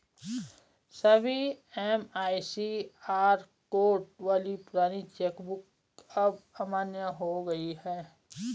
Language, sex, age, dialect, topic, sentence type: Hindi, female, 41-45, Garhwali, banking, statement